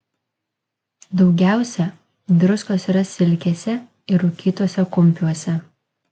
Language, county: Lithuanian, Kaunas